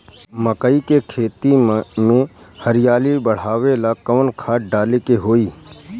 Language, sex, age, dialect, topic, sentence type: Bhojpuri, male, 31-35, Southern / Standard, agriculture, question